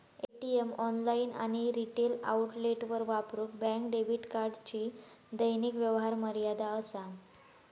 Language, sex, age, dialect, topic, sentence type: Marathi, female, 18-24, Southern Konkan, banking, statement